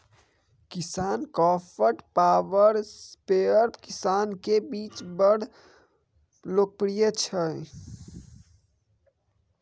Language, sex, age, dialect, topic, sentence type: Maithili, male, 18-24, Bajjika, agriculture, statement